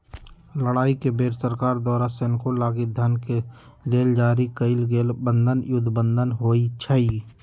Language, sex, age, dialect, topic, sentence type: Magahi, male, 18-24, Western, banking, statement